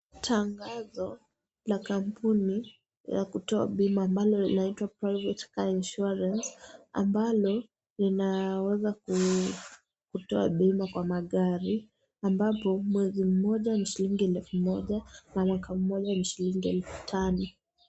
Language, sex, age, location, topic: Swahili, female, 18-24, Kisii, finance